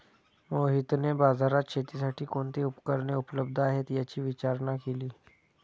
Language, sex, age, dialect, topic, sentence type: Marathi, male, 25-30, Standard Marathi, agriculture, statement